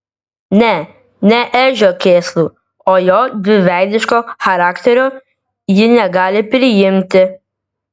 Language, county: Lithuanian, Vilnius